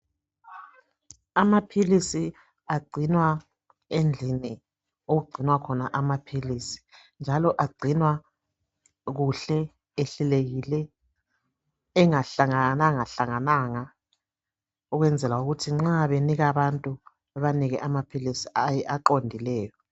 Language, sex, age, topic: North Ndebele, female, 36-49, health